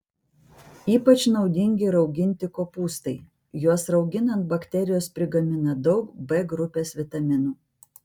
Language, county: Lithuanian, Vilnius